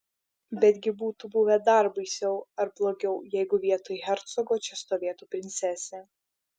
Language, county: Lithuanian, Šiauliai